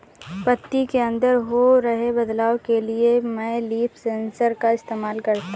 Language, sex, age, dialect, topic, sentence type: Hindi, female, 18-24, Awadhi Bundeli, agriculture, statement